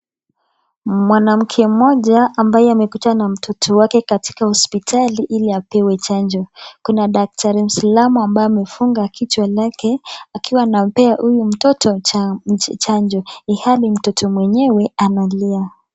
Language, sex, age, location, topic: Swahili, female, 18-24, Nakuru, health